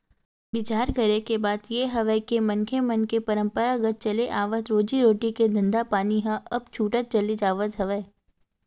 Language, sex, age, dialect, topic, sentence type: Chhattisgarhi, female, 18-24, Western/Budati/Khatahi, agriculture, statement